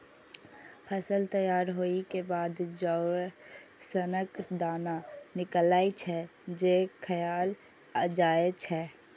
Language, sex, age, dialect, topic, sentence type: Maithili, female, 18-24, Eastern / Thethi, agriculture, statement